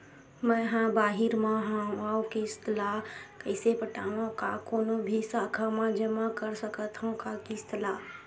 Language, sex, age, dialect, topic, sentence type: Chhattisgarhi, female, 51-55, Western/Budati/Khatahi, banking, question